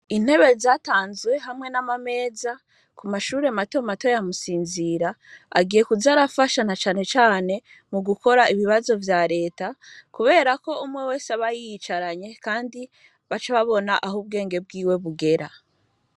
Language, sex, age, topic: Rundi, female, 25-35, education